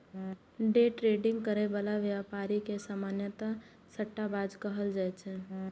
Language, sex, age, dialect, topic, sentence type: Maithili, female, 18-24, Eastern / Thethi, banking, statement